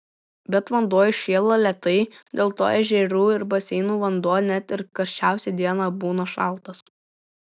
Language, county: Lithuanian, Šiauliai